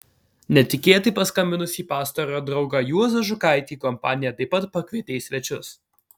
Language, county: Lithuanian, Alytus